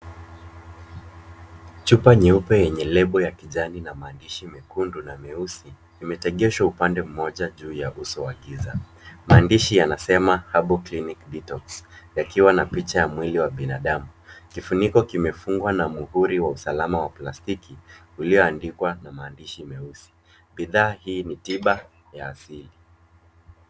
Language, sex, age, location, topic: Swahili, male, 25-35, Kisumu, health